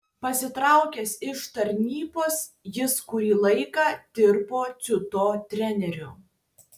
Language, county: Lithuanian, Tauragė